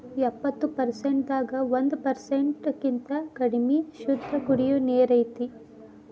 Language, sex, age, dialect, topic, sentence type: Kannada, female, 18-24, Dharwad Kannada, agriculture, statement